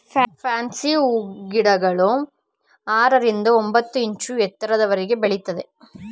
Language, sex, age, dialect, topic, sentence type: Kannada, male, 25-30, Mysore Kannada, agriculture, statement